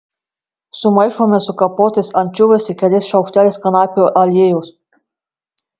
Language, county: Lithuanian, Marijampolė